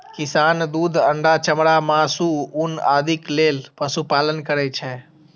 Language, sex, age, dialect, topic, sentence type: Maithili, female, 36-40, Eastern / Thethi, agriculture, statement